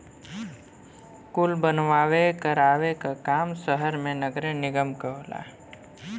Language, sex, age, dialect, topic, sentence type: Bhojpuri, male, 18-24, Western, banking, statement